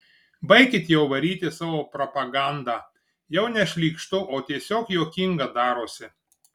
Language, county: Lithuanian, Marijampolė